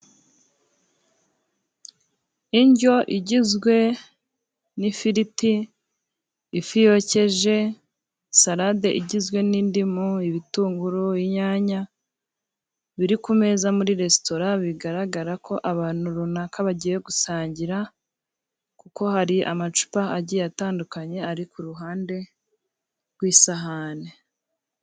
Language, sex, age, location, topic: Kinyarwanda, female, 18-24, Musanze, finance